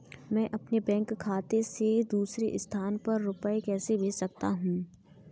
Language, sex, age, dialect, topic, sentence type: Hindi, female, 18-24, Kanauji Braj Bhasha, banking, question